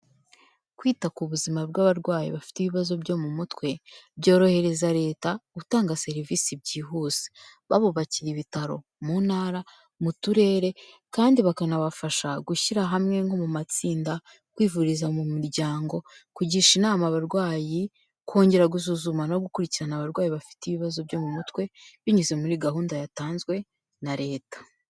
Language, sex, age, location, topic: Kinyarwanda, female, 25-35, Kigali, health